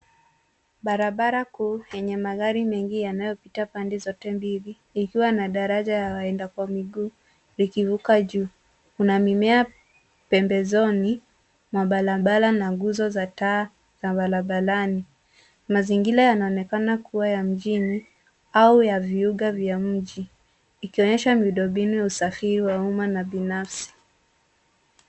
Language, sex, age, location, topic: Swahili, female, 18-24, Nairobi, government